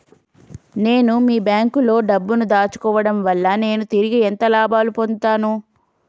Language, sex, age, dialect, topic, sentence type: Telugu, female, 25-30, Telangana, banking, question